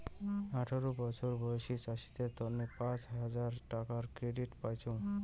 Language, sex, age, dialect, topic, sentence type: Bengali, male, 18-24, Rajbangshi, agriculture, statement